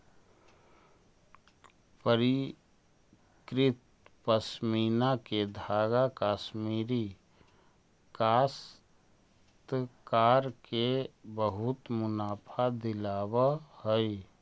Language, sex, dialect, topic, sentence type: Magahi, male, Central/Standard, banking, statement